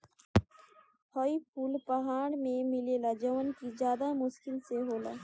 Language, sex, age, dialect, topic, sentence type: Bhojpuri, female, 18-24, Southern / Standard, agriculture, statement